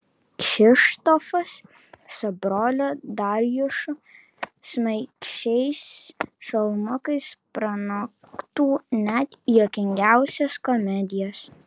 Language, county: Lithuanian, Kaunas